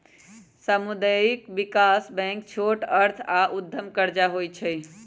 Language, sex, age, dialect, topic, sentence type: Magahi, female, 25-30, Western, banking, statement